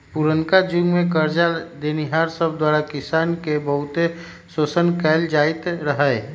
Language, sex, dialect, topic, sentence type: Magahi, male, Western, agriculture, statement